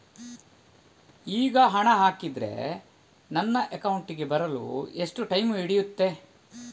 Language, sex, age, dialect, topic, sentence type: Kannada, male, 41-45, Coastal/Dakshin, banking, question